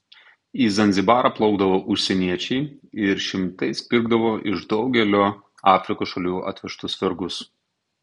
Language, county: Lithuanian, Tauragė